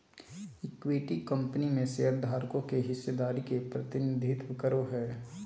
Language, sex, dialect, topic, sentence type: Magahi, male, Southern, banking, statement